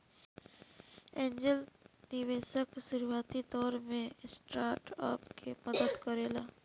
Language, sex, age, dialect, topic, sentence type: Bhojpuri, female, 18-24, Southern / Standard, banking, statement